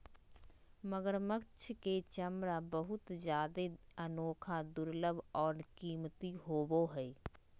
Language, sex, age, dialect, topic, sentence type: Magahi, female, 25-30, Southern, agriculture, statement